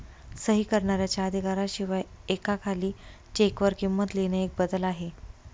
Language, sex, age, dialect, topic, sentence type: Marathi, female, 25-30, Northern Konkan, banking, statement